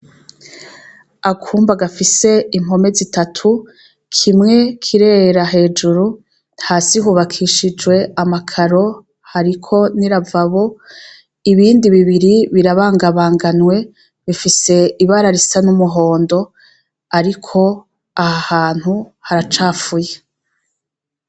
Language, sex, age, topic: Rundi, female, 36-49, education